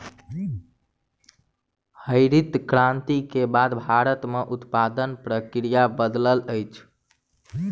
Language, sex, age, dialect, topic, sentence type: Maithili, male, 18-24, Southern/Standard, agriculture, statement